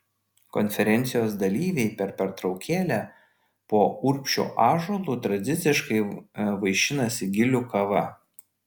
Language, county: Lithuanian, Vilnius